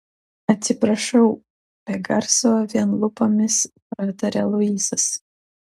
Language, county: Lithuanian, Utena